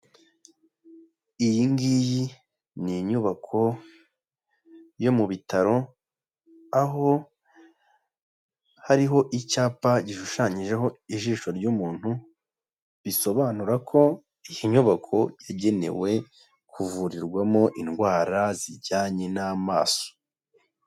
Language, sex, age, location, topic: Kinyarwanda, male, 25-35, Huye, health